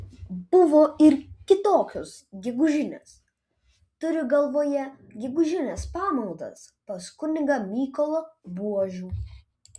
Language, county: Lithuanian, Vilnius